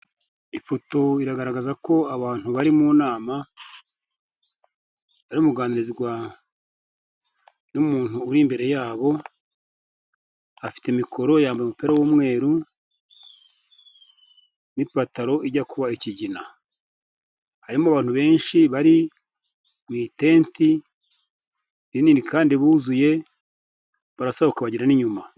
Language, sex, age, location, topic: Kinyarwanda, male, 50+, Kigali, government